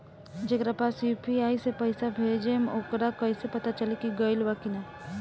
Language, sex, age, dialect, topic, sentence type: Bhojpuri, female, 18-24, Southern / Standard, banking, question